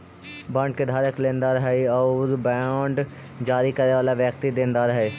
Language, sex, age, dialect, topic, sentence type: Magahi, male, 18-24, Central/Standard, banking, statement